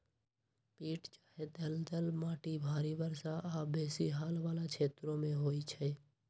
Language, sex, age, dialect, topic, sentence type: Magahi, male, 51-55, Western, agriculture, statement